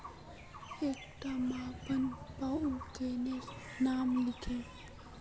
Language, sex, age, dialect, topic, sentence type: Magahi, female, 18-24, Northeastern/Surjapuri, agriculture, question